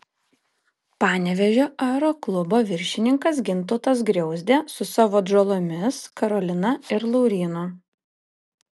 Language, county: Lithuanian, Panevėžys